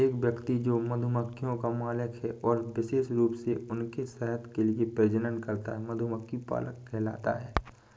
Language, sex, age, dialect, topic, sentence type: Hindi, male, 18-24, Awadhi Bundeli, agriculture, statement